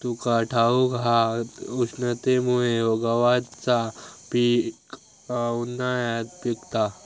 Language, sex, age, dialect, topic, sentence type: Marathi, male, 25-30, Southern Konkan, agriculture, statement